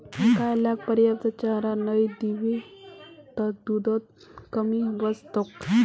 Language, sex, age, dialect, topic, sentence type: Magahi, female, 18-24, Northeastern/Surjapuri, agriculture, statement